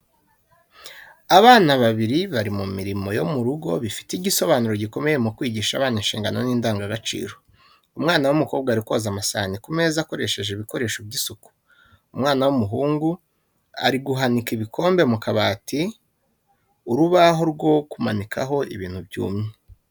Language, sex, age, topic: Kinyarwanda, male, 25-35, education